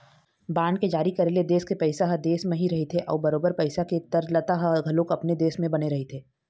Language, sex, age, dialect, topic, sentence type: Chhattisgarhi, female, 31-35, Eastern, banking, statement